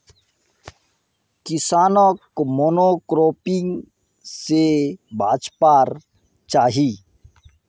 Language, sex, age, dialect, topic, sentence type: Magahi, male, 31-35, Northeastern/Surjapuri, agriculture, statement